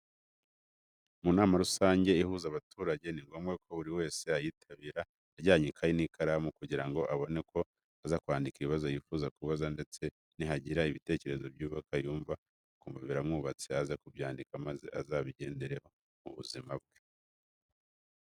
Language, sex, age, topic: Kinyarwanda, male, 25-35, education